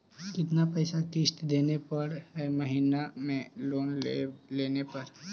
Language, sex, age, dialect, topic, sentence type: Magahi, male, 18-24, Central/Standard, banking, question